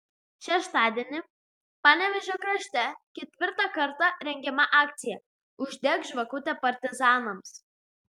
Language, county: Lithuanian, Klaipėda